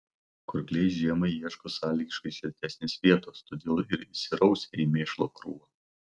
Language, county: Lithuanian, Panevėžys